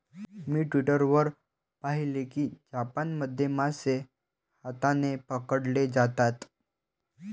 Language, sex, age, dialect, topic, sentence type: Marathi, male, 18-24, Varhadi, agriculture, statement